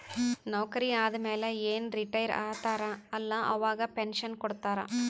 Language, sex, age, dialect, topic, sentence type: Kannada, female, 31-35, Northeastern, banking, statement